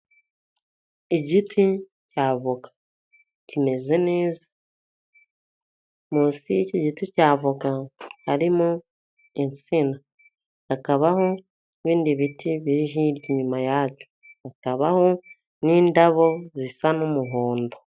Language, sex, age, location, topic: Kinyarwanda, female, 50+, Musanze, agriculture